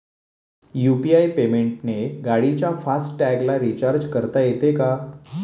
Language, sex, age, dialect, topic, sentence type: Marathi, male, 36-40, Standard Marathi, banking, question